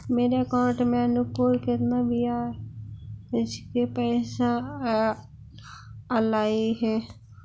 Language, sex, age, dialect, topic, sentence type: Magahi, female, 56-60, Central/Standard, banking, question